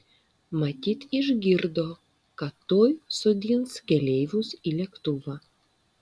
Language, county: Lithuanian, Vilnius